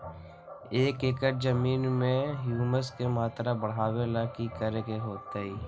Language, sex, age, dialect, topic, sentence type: Magahi, male, 18-24, Western, agriculture, question